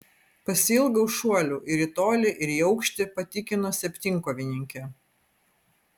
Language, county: Lithuanian, Vilnius